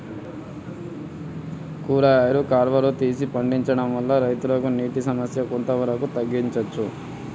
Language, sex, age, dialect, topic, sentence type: Telugu, male, 18-24, Telangana, agriculture, question